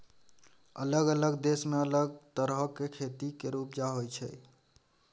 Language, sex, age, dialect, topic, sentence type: Maithili, male, 18-24, Bajjika, agriculture, statement